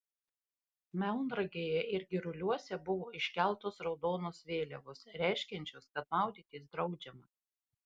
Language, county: Lithuanian, Panevėžys